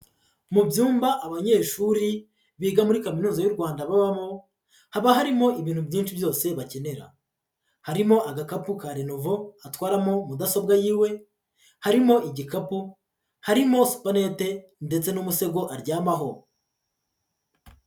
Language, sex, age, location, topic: Kinyarwanda, male, 36-49, Huye, education